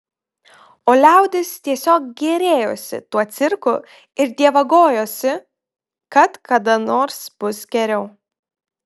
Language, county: Lithuanian, Marijampolė